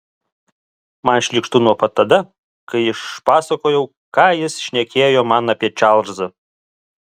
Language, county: Lithuanian, Alytus